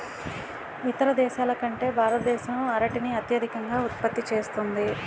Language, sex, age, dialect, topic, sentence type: Telugu, female, 41-45, Utterandhra, agriculture, statement